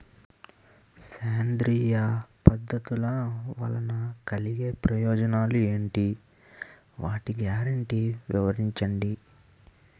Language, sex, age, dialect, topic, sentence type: Telugu, male, 18-24, Utterandhra, agriculture, question